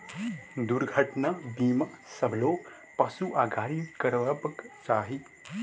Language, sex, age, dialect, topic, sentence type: Maithili, male, 18-24, Southern/Standard, banking, statement